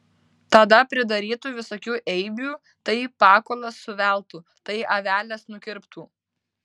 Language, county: Lithuanian, Vilnius